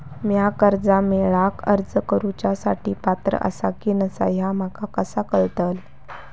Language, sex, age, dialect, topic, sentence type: Marathi, female, 18-24, Southern Konkan, banking, statement